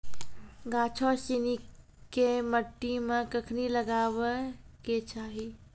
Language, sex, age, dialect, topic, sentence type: Maithili, female, 18-24, Angika, agriculture, statement